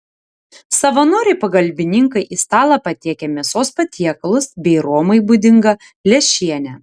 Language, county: Lithuanian, Tauragė